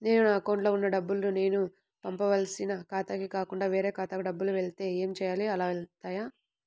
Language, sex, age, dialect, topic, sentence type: Telugu, male, 18-24, Central/Coastal, banking, question